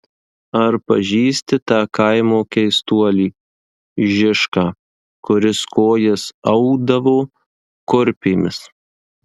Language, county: Lithuanian, Marijampolė